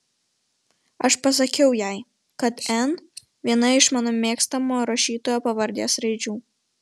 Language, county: Lithuanian, Vilnius